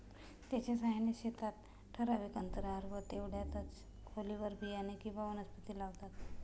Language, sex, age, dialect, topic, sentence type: Marathi, female, 25-30, Standard Marathi, agriculture, statement